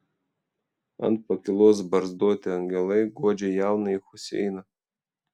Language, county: Lithuanian, Telšiai